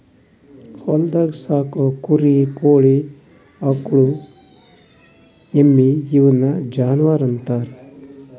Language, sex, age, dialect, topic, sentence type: Kannada, male, 18-24, Northeastern, agriculture, statement